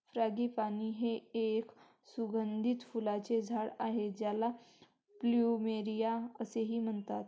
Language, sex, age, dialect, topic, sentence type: Marathi, female, 18-24, Varhadi, agriculture, statement